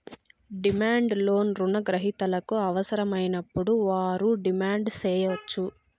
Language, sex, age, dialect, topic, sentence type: Telugu, female, 46-50, Southern, banking, statement